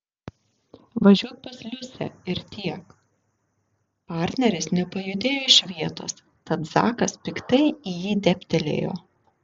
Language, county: Lithuanian, Šiauliai